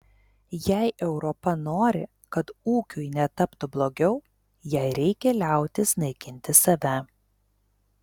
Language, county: Lithuanian, Telšiai